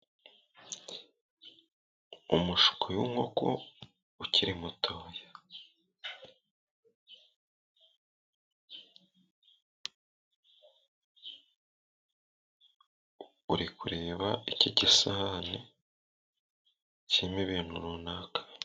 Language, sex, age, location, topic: Kinyarwanda, male, 18-24, Musanze, agriculture